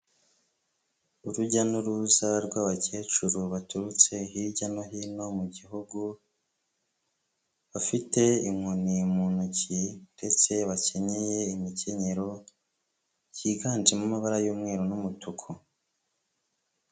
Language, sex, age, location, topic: Kinyarwanda, male, 25-35, Kigali, health